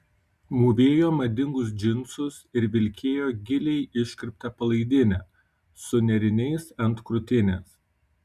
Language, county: Lithuanian, Kaunas